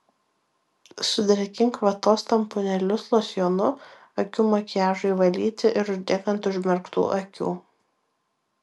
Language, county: Lithuanian, Vilnius